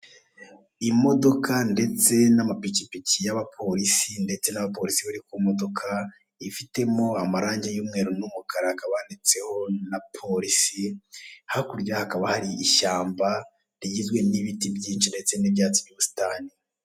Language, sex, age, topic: Kinyarwanda, male, 18-24, government